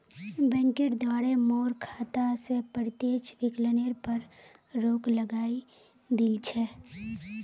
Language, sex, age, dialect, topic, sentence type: Magahi, female, 18-24, Northeastern/Surjapuri, banking, statement